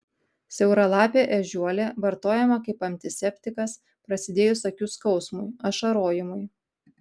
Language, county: Lithuanian, Kaunas